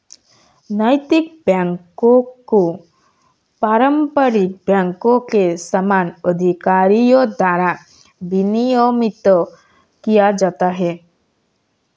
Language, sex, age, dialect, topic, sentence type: Hindi, female, 18-24, Marwari Dhudhari, banking, statement